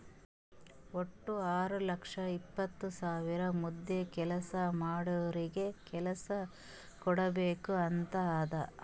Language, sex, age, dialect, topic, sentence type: Kannada, female, 36-40, Northeastern, banking, statement